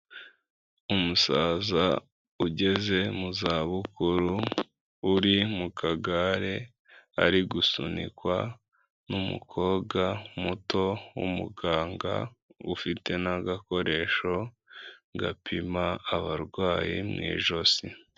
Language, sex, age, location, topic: Kinyarwanda, female, 25-35, Kigali, health